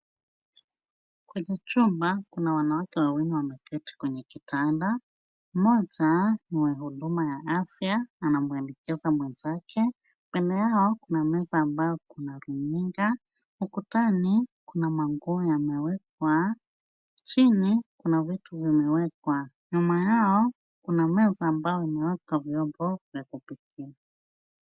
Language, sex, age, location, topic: Swahili, female, 25-35, Kisumu, health